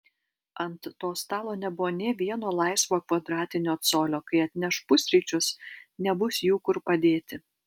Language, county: Lithuanian, Alytus